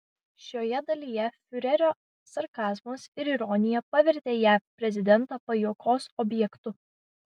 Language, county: Lithuanian, Vilnius